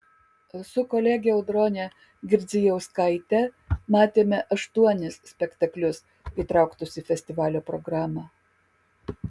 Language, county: Lithuanian, Kaunas